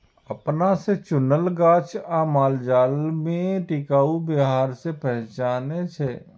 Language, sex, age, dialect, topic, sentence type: Maithili, male, 31-35, Eastern / Thethi, agriculture, statement